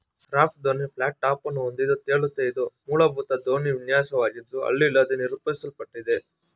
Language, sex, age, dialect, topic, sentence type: Kannada, male, 18-24, Mysore Kannada, agriculture, statement